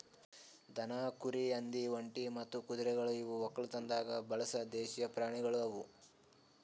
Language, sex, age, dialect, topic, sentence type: Kannada, male, 18-24, Northeastern, agriculture, statement